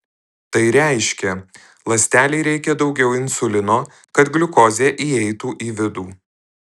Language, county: Lithuanian, Alytus